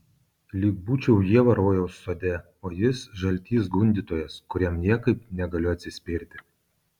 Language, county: Lithuanian, Kaunas